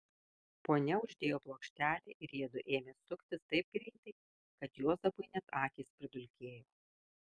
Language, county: Lithuanian, Kaunas